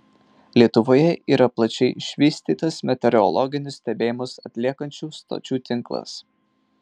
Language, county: Lithuanian, Marijampolė